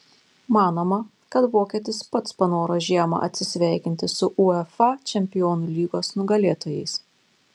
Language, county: Lithuanian, Panevėžys